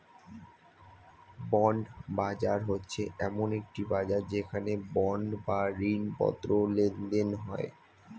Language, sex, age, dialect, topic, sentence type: Bengali, male, 25-30, Standard Colloquial, banking, statement